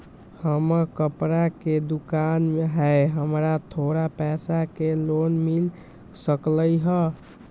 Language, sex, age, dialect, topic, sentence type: Magahi, male, 18-24, Western, banking, question